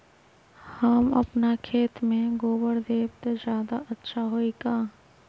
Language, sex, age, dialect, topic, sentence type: Magahi, female, 25-30, Western, agriculture, question